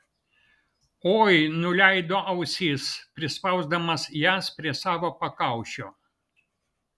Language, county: Lithuanian, Vilnius